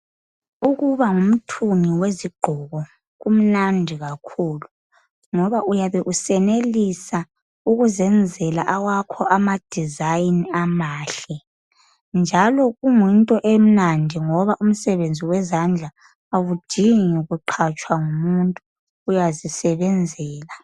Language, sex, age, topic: North Ndebele, female, 25-35, education